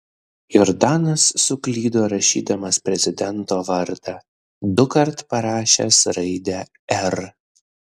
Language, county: Lithuanian, Vilnius